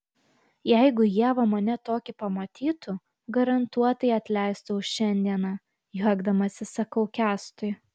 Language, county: Lithuanian, Kaunas